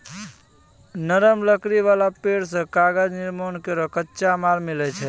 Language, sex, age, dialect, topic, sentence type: Maithili, male, 25-30, Angika, agriculture, statement